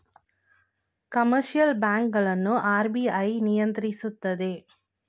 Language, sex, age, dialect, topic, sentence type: Kannada, female, 25-30, Mysore Kannada, banking, statement